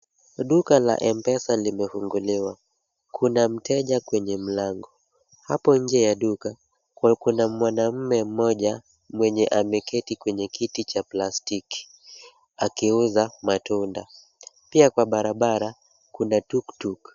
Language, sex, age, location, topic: Swahili, male, 25-35, Kisumu, finance